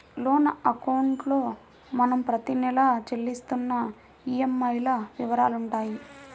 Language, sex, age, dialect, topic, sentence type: Telugu, female, 56-60, Central/Coastal, banking, statement